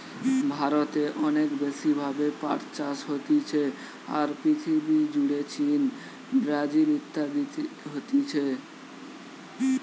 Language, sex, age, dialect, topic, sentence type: Bengali, male, 18-24, Western, agriculture, statement